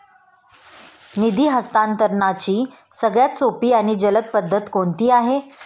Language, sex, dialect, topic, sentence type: Marathi, female, Standard Marathi, banking, question